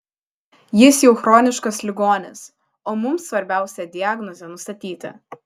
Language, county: Lithuanian, Šiauliai